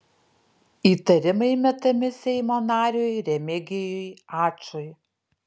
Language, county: Lithuanian, Alytus